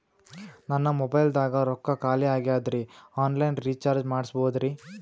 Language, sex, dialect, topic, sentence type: Kannada, male, Northeastern, banking, question